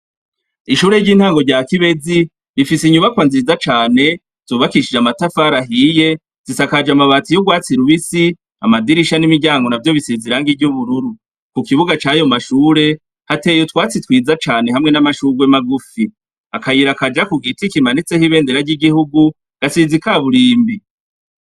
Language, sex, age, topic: Rundi, male, 36-49, education